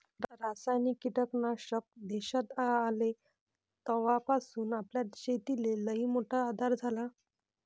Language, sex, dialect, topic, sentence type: Marathi, female, Varhadi, agriculture, statement